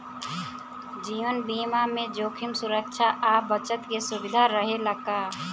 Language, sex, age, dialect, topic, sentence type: Bhojpuri, female, 31-35, Southern / Standard, banking, question